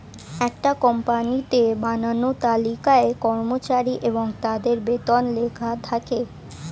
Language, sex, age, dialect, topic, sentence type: Bengali, female, 18-24, Standard Colloquial, banking, statement